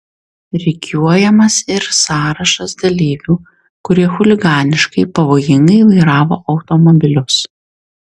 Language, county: Lithuanian, Tauragė